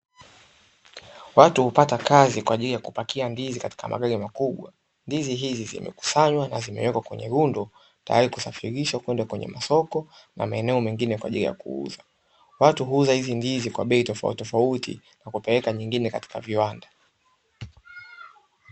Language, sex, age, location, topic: Swahili, male, 18-24, Dar es Salaam, agriculture